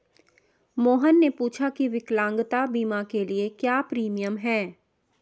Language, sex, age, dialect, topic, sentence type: Hindi, female, 31-35, Marwari Dhudhari, banking, statement